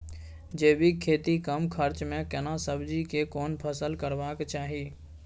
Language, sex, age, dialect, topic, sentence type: Maithili, male, 18-24, Bajjika, agriculture, question